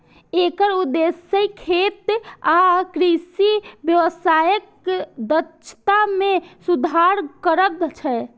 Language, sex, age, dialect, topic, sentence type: Maithili, female, 51-55, Eastern / Thethi, agriculture, statement